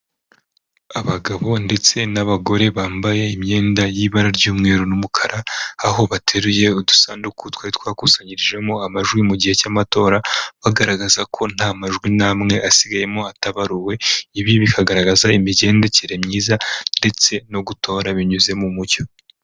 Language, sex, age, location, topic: Kinyarwanda, male, 25-35, Kigali, government